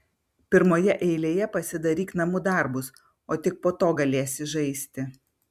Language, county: Lithuanian, Vilnius